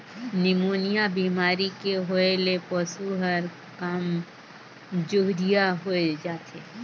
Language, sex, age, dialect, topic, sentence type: Chhattisgarhi, female, 18-24, Northern/Bhandar, agriculture, statement